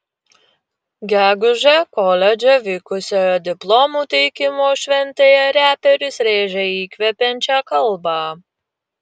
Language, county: Lithuanian, Utena